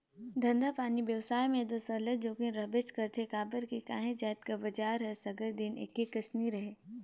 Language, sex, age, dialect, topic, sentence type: Chhattisgarhi, female, 18-24, Northern/Bhandar, banking, statement